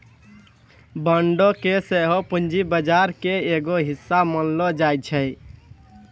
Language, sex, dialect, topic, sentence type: Maithili, male, Angika, banking, statement